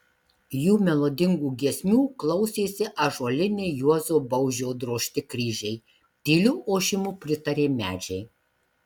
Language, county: Lithuanian, Marijampolė